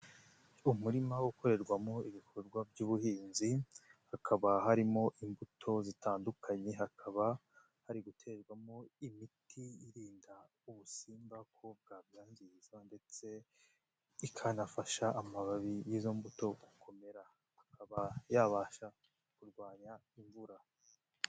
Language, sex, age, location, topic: Kinyarwanda, male, 18-24, Nyagatare, agriculture